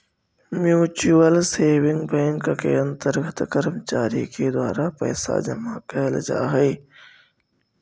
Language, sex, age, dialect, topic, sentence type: Magahi, male, 46-50, Central/Standard, banking, statement